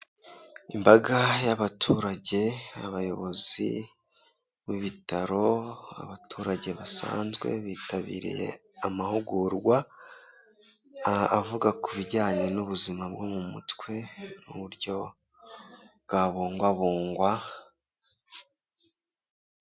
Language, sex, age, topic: Kinyarwanda, male, 18-24, health